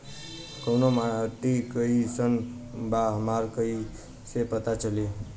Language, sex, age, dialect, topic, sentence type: Bhojpuri, male, 18-24, Southern / Standard, agriculture, question